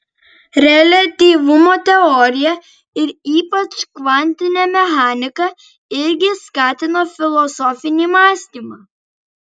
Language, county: Lithuanian, Kaunas